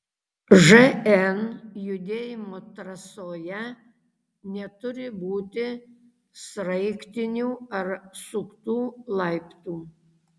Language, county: Lithuanian, Kaunas